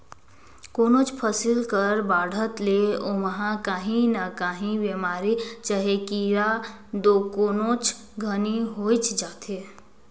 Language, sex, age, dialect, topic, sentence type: Chhattisgarhi, female, 18-24, Northern/Bhandar, agriculture, statement